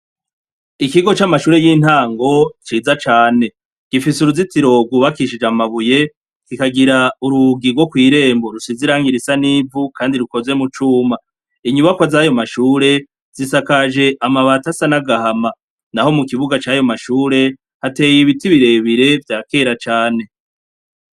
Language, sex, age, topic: Rundi, male, 36-49, education